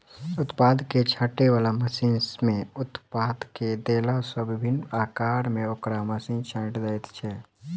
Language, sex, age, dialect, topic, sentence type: Maithili, male, 18-24, Southern/Standard, agriculture, statement